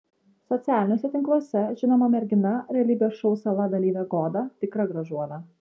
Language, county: Lithuanian, Vilnius